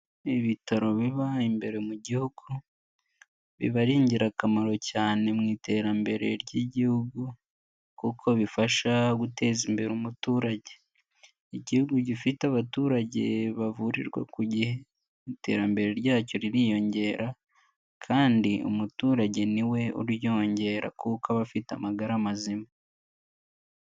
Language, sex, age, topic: Kinyarwanda, male, 18-24, health